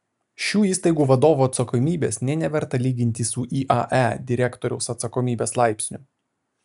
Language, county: Lithuanian, Vilnius